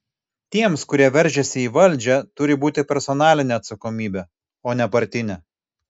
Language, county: Lithuanian, Kaunas